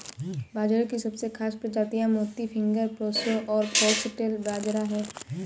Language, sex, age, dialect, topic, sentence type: Hindi, female, 18-24, Kanauji Braj Bhasha, agriculture, statement